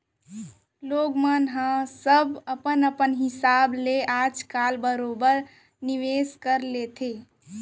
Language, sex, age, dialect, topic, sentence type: Chhattisgarhi, female, 46-50, Central, banking, statement